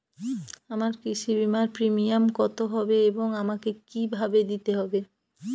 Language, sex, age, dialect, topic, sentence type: Bengali, female, 31-35, Northern/Varendri, banking, question